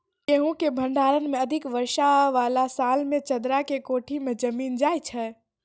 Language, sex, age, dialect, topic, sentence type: Maithili, male, 18-24, Angika, agriculture, question